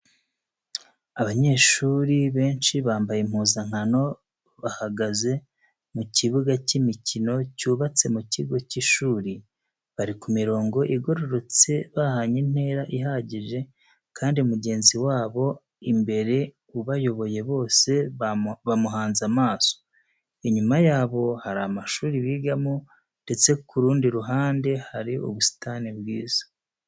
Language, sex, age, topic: Kinyarwanda, male, 36-49, education